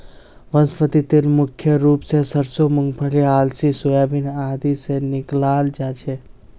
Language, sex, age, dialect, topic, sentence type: Magahi, male, 18-24, Northeastern/Surjapuri, agriculture, statement